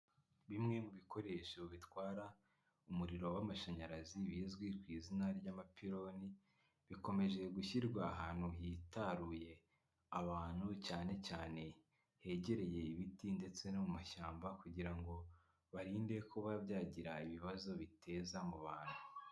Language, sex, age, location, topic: Kinyarwanda, male, 18-24, Kigali, government